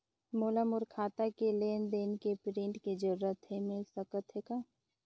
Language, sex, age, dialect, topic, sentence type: Chhattisgarhi, female, 56-60, Northern/Bhandar, banking, question